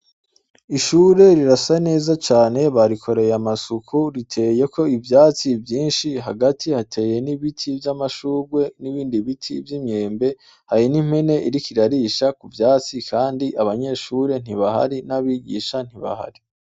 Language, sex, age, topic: Rundi, male, 25-35, education